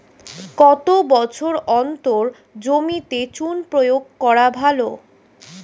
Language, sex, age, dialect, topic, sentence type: Bengali, female, 25-30, Standard Colloquial, agriculture, question